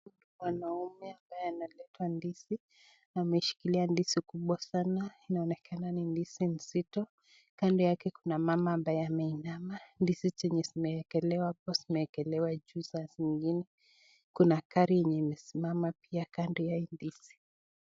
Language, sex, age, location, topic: Swahili, female, 18-24, Nakuru, agriculture